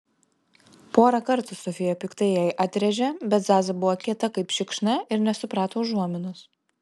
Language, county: Lithuanian, Telšiai